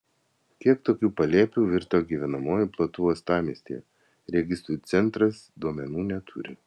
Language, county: Lithuanian, Vilnius